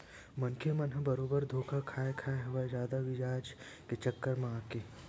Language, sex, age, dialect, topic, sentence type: Chhattisgarhi, male, 18-24, Western/Budati/Khatahi, banking, statement